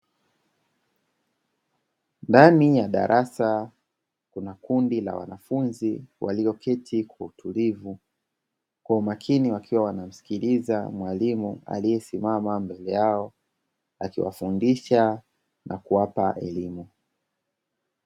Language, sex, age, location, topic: Swahili, male, 25-35, Dar es Salaam, education